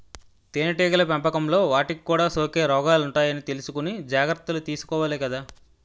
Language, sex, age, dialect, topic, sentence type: Telugu, male, 25-30, Utterandhra, agriculture, statement